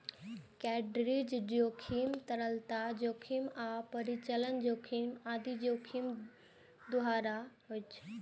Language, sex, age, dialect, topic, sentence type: Maithili, female, 18-24, Eastern / Thethi, banking, statement